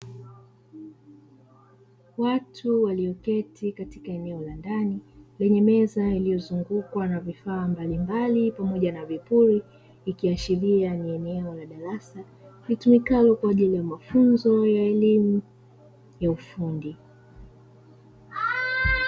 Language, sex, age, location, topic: Swahili, female, 25-35, Dar es Salaam, education